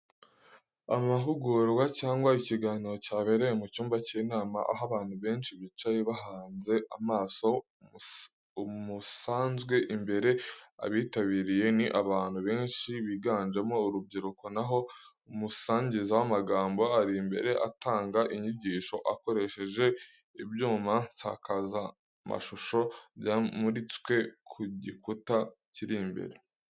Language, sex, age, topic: Kinyarwanda, male, 18-24, education